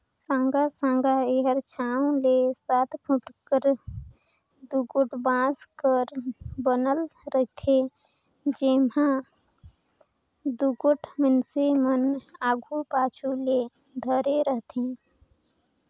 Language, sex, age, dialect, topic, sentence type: Chhattisgarhi, female, 25-30, Northern/Bhandar, agriculture, statement